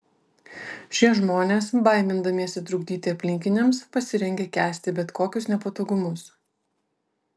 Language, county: Lithuanian, Vilnius